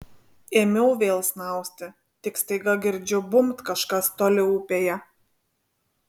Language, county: Lithuanian, Vilnius